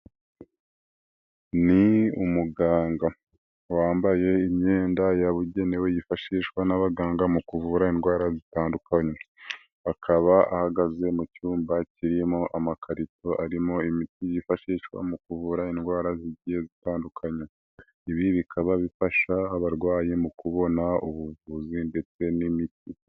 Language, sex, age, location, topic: Kinyarwanda, male, 18-24, Nyagatare, health